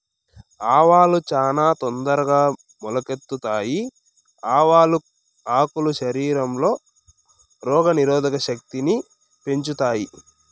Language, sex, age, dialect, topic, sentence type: Telugu, male, 18-24, Southern, agriculture, statement